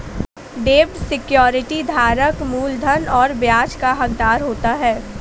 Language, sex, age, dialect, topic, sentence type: Hindi, female, 18-24, Awadhi Bundeli, banking, statement